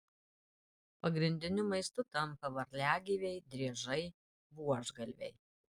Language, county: Lithuanian, Panevėžys